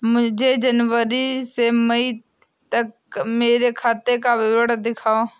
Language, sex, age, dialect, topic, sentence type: Hindi, female, 18-24, Awadhi Bundeli, banking, question